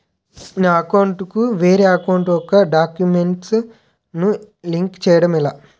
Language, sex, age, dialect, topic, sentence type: Telugu, male, 18-24, Utterandhra, banking, question